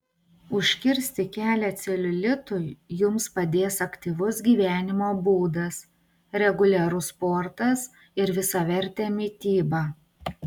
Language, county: Lithuanian, Utena